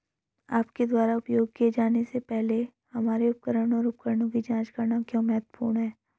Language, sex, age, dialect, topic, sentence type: Hindi, male, 18-24, Hindustani Malvi Khadi Boli, agriculture, question